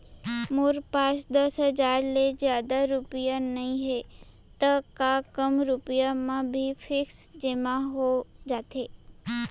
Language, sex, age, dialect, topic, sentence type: Chhattisgarhi, female, 18-24, Central, banking, question